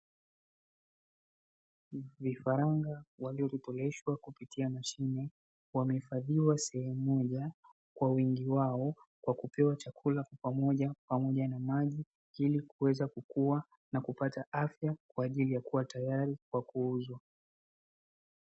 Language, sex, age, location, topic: Swahili, male, 18-24, Dar es Salaam, agriculture